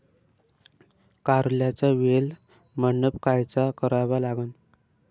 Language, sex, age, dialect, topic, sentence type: Marathi, male, 18-24, Varhadi, agriculture, question